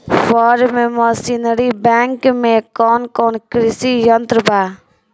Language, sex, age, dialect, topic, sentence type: Bhojpuri, female, 18-24, Northern, agriculture, question